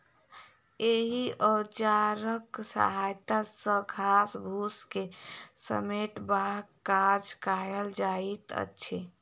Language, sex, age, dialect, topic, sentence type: Maithili, female, 18-24, Southern/Standard, agriculture, statement